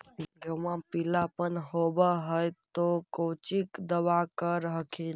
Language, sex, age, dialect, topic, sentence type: Magahi, male, 51-55, Central/Standard, agriculture, question